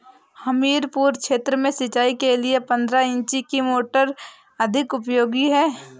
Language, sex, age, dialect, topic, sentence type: Hindi, female, 18-24, Awadhi Bundeli, agriculture, question